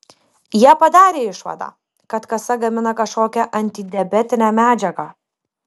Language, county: Lithuanian, Kaunas